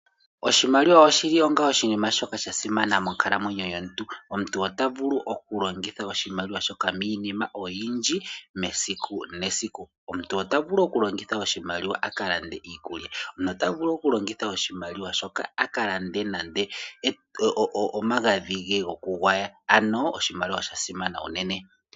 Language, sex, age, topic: Oshiwambo, male, 18-24, finance